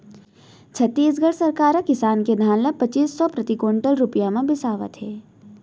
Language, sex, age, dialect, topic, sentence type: Chhattisgarhi, female, 18-24, Central, banking, statement